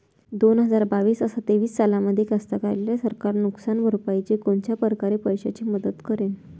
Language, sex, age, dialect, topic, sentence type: Marathi, female, 41-45, Varhadi, agriculture, question